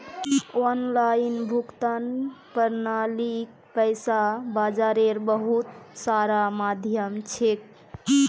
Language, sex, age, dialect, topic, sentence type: Magahi, female, 18-24, Northeastern/Surjapuri, banking, statement